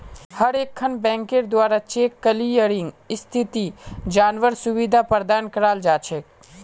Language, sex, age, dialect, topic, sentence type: Magahi, male, 18-24, Northeastern/Surjapuri, banking, statement